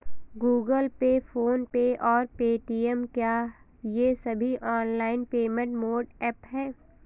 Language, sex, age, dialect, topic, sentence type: Hindi, female, 25-30, Awadhi Bundeli, banking, question